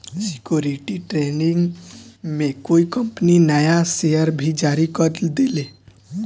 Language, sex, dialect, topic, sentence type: Bhojpuri, male, Southern / Standard, banking, statement